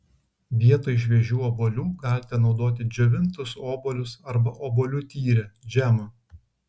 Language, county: Lithuanian, Kaunas